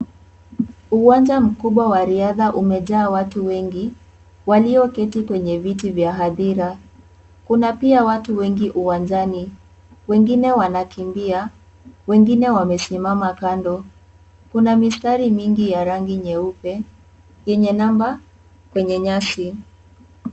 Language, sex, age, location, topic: Swahili, female, 18-24, Kisii, government